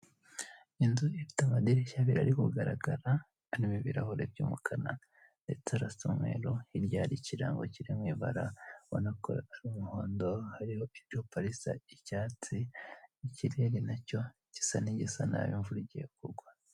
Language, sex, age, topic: Kinyarwanda, male, 18-24, government